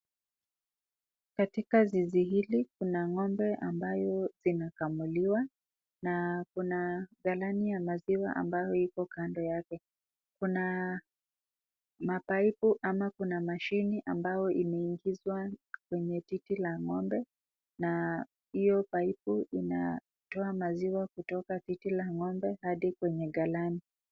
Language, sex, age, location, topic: Swahili, female, 25-35, Nakuru, agriculture